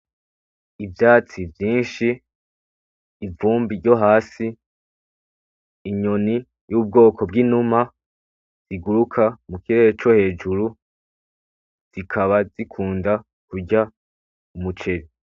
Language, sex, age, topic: Rundi, male, 18-24, agriculture